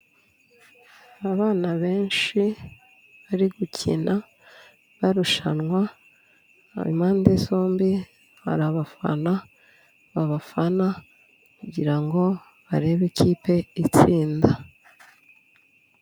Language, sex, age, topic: Kinyarwanda, female, 36-49, health